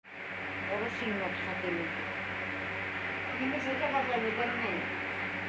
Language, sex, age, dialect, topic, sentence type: Bhojpuri, female, <18, Northern, banking, statement